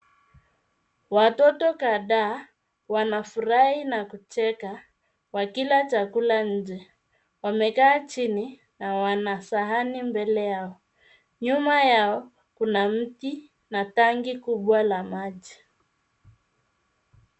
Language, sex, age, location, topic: Swahili, female, 25-35, Nairobi, education